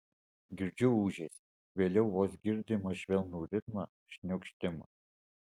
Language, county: Lithuanian, Alytus